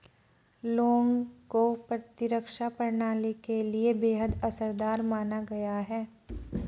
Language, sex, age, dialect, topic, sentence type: Hindi, female, 25-30, Marwari Dhudhari, agriculture, statement